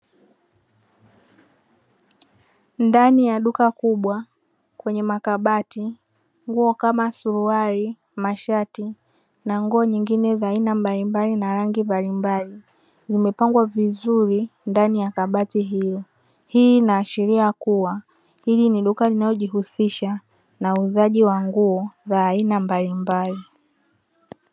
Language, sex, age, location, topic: Swahili, female, 18-24, Dar es Salaam, finance